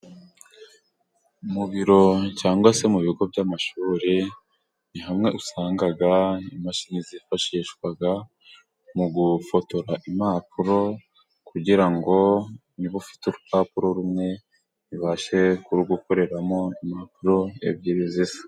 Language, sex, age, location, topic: Kinyarwanda, male, 18-24, Burera, government